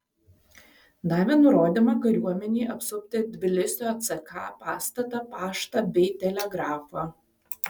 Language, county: Lithuanian, Vilnius